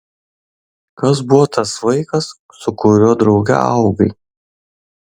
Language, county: Lithuanian, Šiauliai